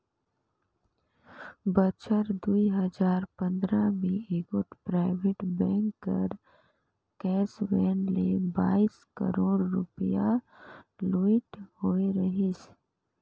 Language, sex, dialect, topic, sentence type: Chhattisgarhi, female, Northern/Bhandar, banking, statement